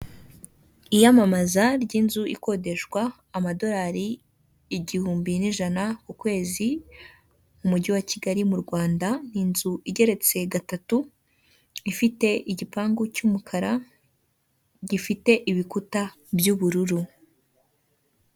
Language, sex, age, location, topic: Kinyarwanda, female, 18-24, Kigali, finance